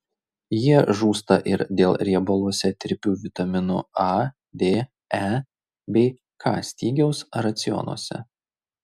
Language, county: Lithuanian, Šiauliai